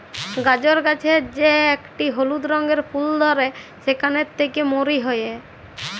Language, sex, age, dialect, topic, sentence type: Bengali, female, 18-24, Jharkhandi, agriculture, statement